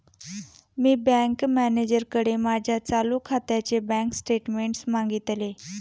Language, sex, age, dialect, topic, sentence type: Marathi, female, 25-30, Standard Marathi, banking, statement